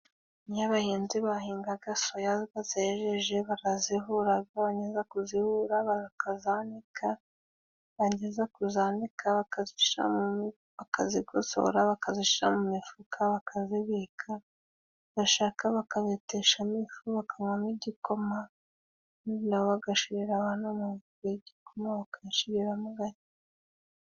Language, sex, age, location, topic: Kinyarwanda, female, 25-35, Musanze, agriculture